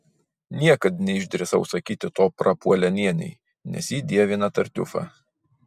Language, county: Lithuanian, Vilnius